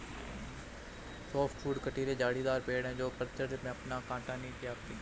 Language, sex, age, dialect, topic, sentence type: Hindi, male, 25-30, Marwari Dhudhari, agriculture, statement